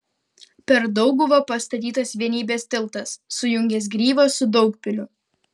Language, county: Lithuanian, Kaunas